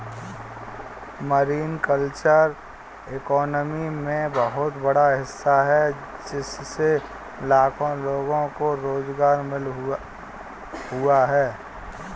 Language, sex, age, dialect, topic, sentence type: Hindi, male, 25-30, Kanauji Braj Bhasha, agriculture, statement